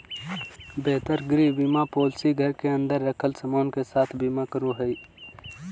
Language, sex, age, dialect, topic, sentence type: Magahi, male, 25-30, Southern, banking, statement